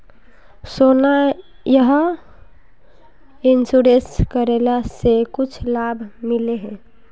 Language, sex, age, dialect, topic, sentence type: Magahi, female, 18-24, Northeastern/Surjapuri, banking, question